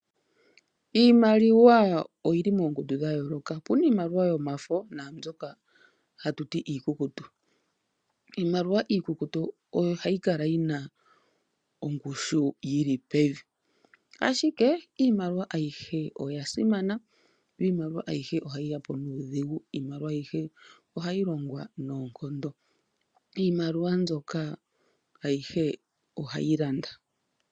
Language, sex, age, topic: Oshiwambo, female, 25-35, finance